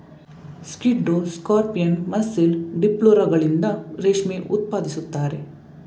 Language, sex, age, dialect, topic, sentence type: Kannada, male, 18-24, Mysore Kannada, agriculture, statement